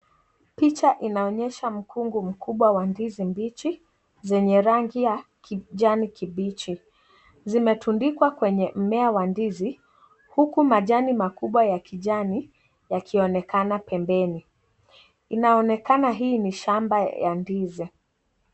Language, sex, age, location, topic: Swahili, female, 18-24, Kisii, agriculture